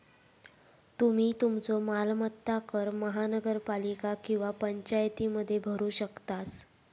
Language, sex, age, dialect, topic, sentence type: Marathi, female, 18-24, Southern Konkan, banking, statement